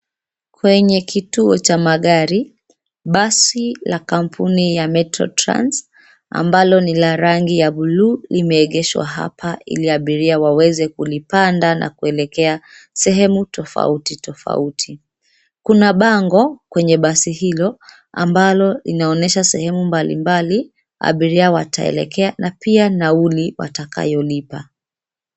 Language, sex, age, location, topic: Swahili, female, 25-35, Nairobi, government